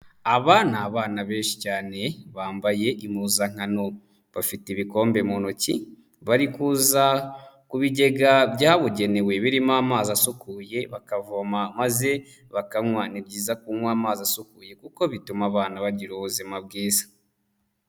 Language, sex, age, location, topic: Kinyarwanda, male, 18-24, Huye, health